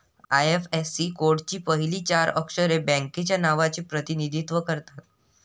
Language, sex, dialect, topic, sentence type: Marathi, male, Varhadi, banking, statement